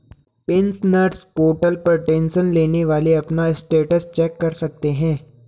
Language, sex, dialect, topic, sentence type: Hindi, male, Garhwali, banking, statement